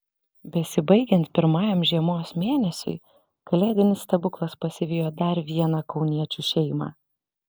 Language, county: Lithuanian, Vilnius